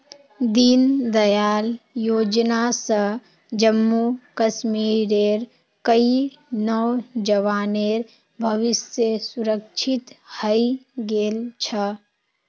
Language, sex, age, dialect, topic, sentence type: Magahi, female, 18-24, Northeastern/Surjapuri, banking, statement